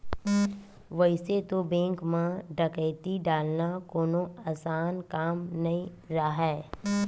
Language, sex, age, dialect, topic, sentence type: Chhattisgarhi, female, 25-30, Western/Budati/Khatahi, banking, statement